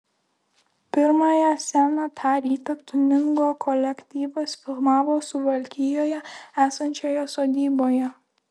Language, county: Lithuanian, Kaunas